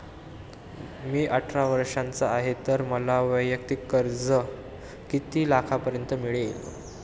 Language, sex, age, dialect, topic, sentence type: Marathi, male, 18-24, Standard Marathi, banking, question